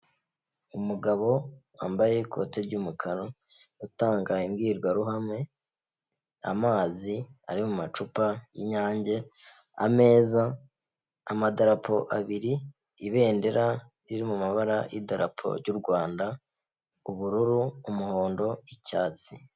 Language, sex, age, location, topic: Kinyarwanda, male, 25-35, Kigali, health